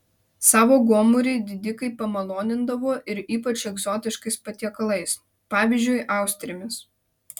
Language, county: Lithuanian, Vilnius